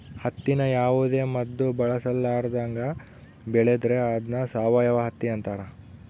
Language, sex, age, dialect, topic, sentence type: Kannada, male, 18-24, Central, agriculture, statement